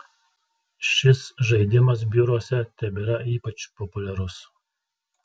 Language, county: Lithuanian, Telšiai